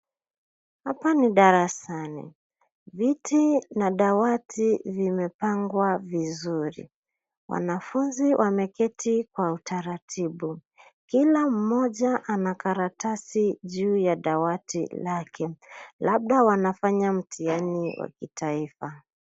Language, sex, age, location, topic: Swahili, female, 18-24, Nairobi, education